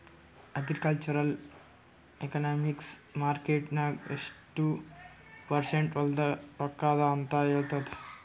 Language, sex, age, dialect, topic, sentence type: Kannada, male, 18-24, Northeastern, banking, statement